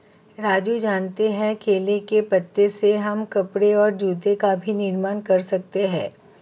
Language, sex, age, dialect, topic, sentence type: Hindi, female, 31-35, Marwari Dhudhari, agriculture, statement